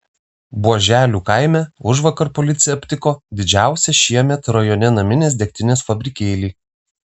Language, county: Lithuanian, Vilnius